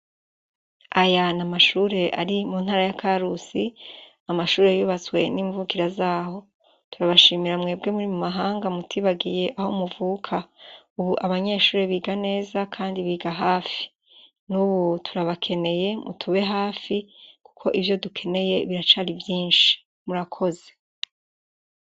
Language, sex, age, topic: Rundi, female, 36-49, education